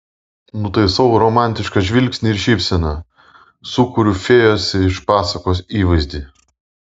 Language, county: Lithuanian, Vilnius